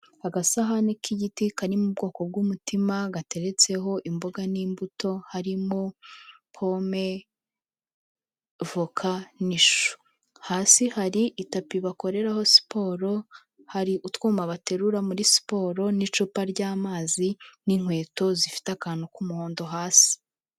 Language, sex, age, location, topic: Kinyarwanda, female, 25-35, Kigali, health